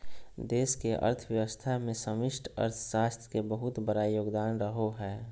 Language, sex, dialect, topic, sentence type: Magahi, male, Southern, banking, statement